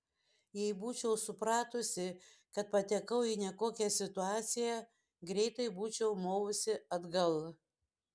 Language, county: Lithuanian, Šiauliai